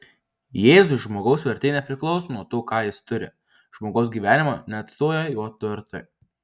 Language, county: Lithuanian, Marijampolė